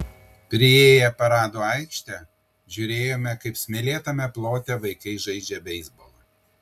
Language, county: Lithuanian, Kaunas